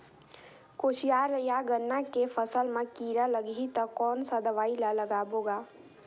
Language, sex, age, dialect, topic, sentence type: Chhattisgarhi, female, 18-24, Northern/Bhandar, agriculture, question